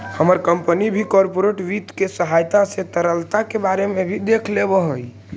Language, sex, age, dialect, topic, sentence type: Magahi, male, 18-24, Central/Standard, banking, statement